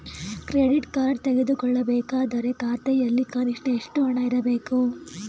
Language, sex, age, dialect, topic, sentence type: Kannada, female, 18-24, Mysore Kannada, banking, question